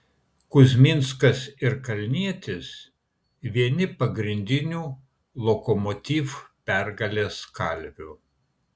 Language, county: Lithuanian, Kaunas